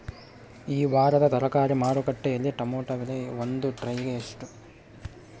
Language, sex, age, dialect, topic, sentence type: Kannada, male, 41-45, Central, agriculture, question